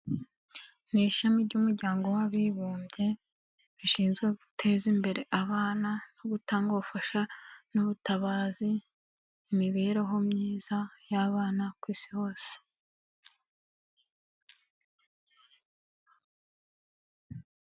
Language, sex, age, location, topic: Kinyarwanda, female, 18-24, Kigali, health